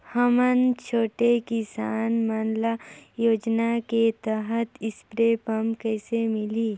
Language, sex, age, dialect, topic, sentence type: Chhattisgarhi, female, 56-60, Northern/Bhandar, agriculture, question